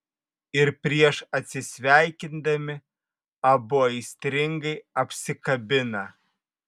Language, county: Lithuanian, Vilnius